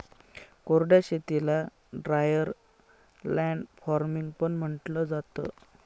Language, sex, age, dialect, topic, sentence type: Marathi, male, 31-35, Northern Konkan, agriculture, statement